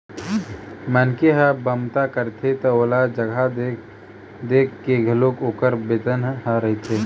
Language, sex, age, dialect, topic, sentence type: Chhattisgarhi, male, 18-24, Eastern, banking, statement